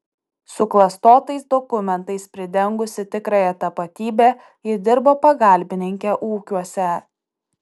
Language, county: Lithuanian, Tauragė